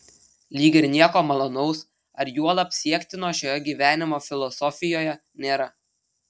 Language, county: Lithuanian, Telšiai